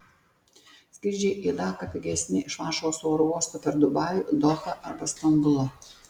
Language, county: Lithuanian, Tauragė